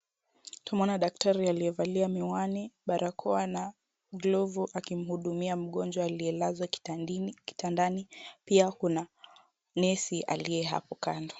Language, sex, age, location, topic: Swahili, female, 50+, Kisumu, health